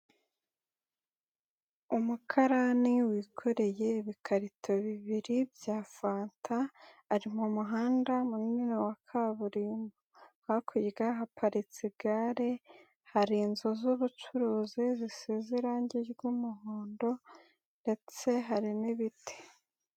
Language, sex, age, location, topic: Kinyarwanda, male, 25-35, Nyagatare, government